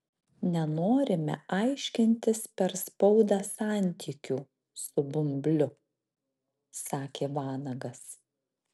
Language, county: Lithuanian, Marijampolė